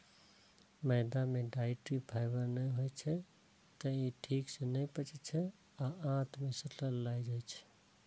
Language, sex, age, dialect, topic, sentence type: Maithili, male, 36-40, Eastern / Thethi, agriculture, statement